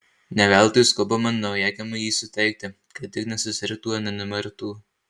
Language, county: Lithuanian, Marijampolė